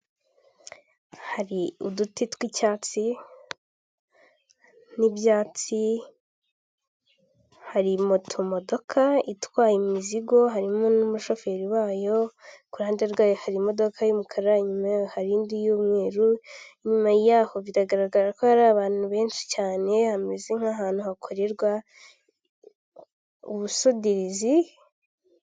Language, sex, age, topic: Kinyarwanda, female, 18-24, government